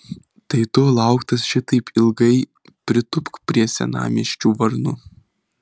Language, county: Lithuanian, Vilnius